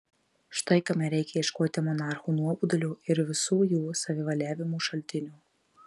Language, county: Lithuanian, Marijampolė